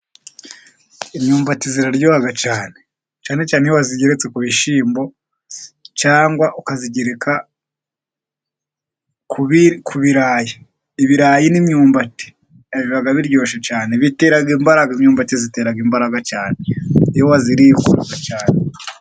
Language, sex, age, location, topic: Kinyarwanda, male, 25-35, Musanze, agriculture